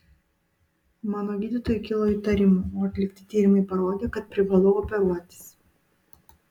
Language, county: Lithuanian, Utena